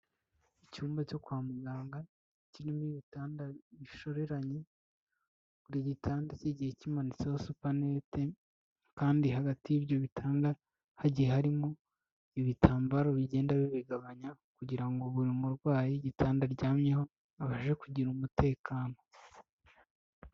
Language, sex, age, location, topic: Kinyarwanda, female, 25-35, Kigali, health